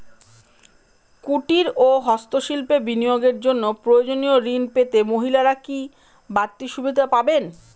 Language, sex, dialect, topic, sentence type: Bengali, female, Northern/Varendri, banking, question